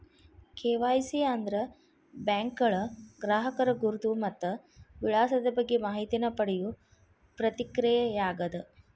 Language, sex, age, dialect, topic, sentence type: Kannada, female, 41-45, Dharwad Kannada, banking, statement